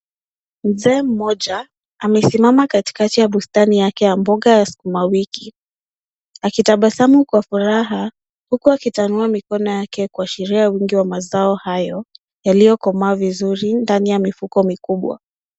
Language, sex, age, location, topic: Swahili, female, 18-24, Nairobi, agriculture